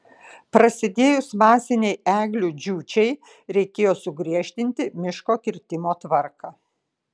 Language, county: Lithuanian, Kaunas